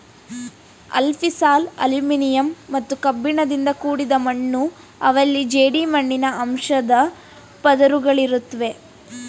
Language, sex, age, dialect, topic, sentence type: Kannada, female, 18-24, Mysore Kannada, agriculture, statement